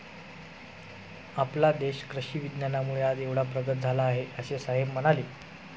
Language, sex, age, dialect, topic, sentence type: Marathi, male, 25-30, Standard Marathi, agriculture, statement